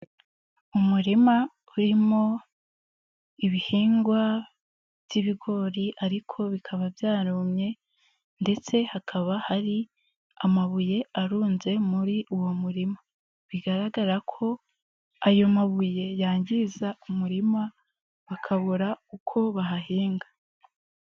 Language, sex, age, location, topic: Kinyarwanda, female, 18-24, Nyagatare, agriculture